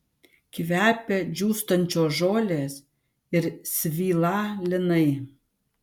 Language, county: Lithuanian, Vilnius